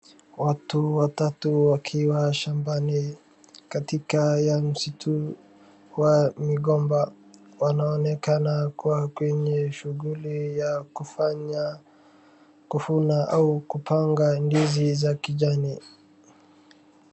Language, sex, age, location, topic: Swahili, male, 50+, Wajir, agriculture